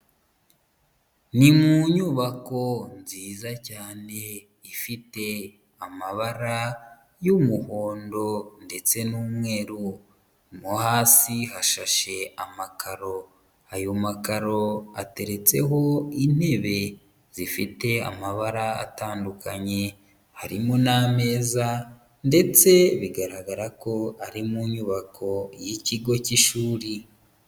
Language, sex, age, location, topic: Kinyarwanda, female, 18-24, Huye, education